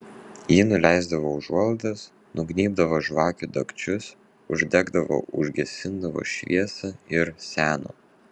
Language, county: Lithuanian, Vilnius